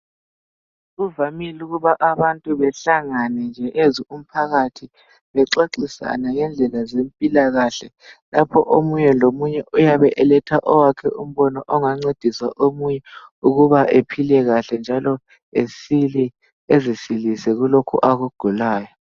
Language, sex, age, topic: North Ndebele, male, 18-24, health